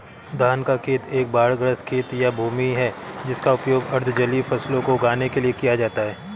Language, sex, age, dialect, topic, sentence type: Hindi, male, 31-35, Awadhi Bundeli, agriculture, statement